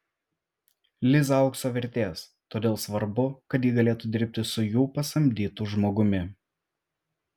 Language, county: Lithuanian, Vilnius